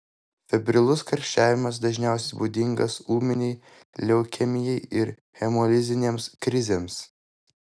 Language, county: Lithuanian, Vilnius